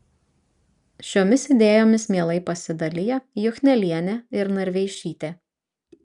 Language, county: Lithuanian, Vilnius